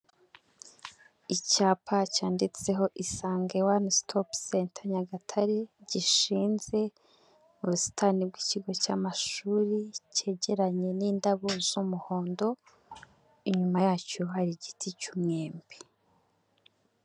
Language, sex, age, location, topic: Kinyarwanda, female, 18-24, Nyagatare, health